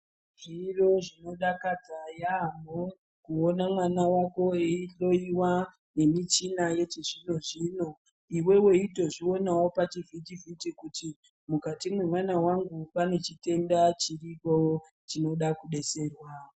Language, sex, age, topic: Ndau, female, 25-35, health